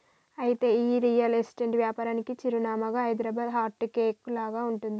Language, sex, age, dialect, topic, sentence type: Telugu, female, 41-45, Telangana, banking, statement